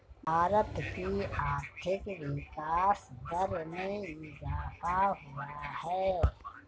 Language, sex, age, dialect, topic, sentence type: Hindi, female, 51-55, Marwari Dhudhari, banking, statement